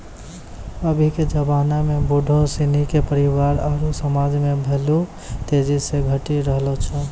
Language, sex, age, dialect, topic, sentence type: Maithili, male, 18-24, Angika, banking, statement